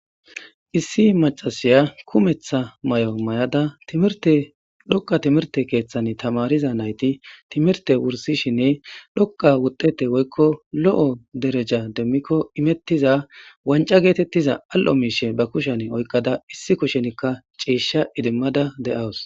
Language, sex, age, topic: Gamo, female, 25-35, government